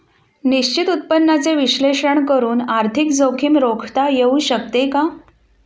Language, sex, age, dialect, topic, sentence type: Marathi, female, 41-45, Standard Marathi, banking, statement